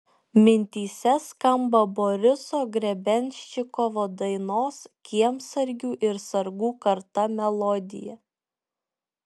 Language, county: Lithuanian, Šiauliai